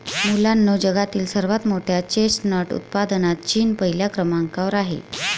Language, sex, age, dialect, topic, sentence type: Marathi, female, 36-40, Varhadi, agriculture, statement